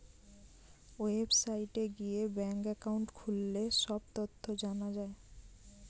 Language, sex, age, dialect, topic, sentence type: Bengali, female, 18-24, Western, banking, statement